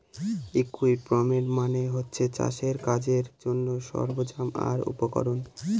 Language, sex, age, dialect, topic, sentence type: Bengali, male, 18-24, Northern/Varendri, agriculture, statement